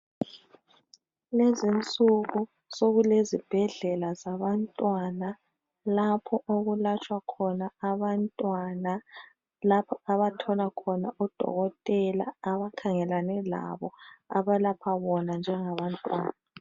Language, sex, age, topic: North Ndebele, female, 25-35, health